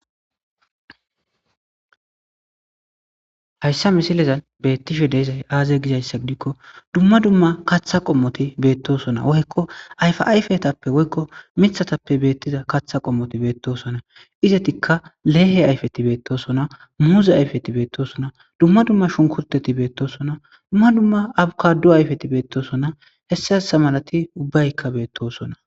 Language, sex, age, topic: Gamo, male, 25-35, agriculture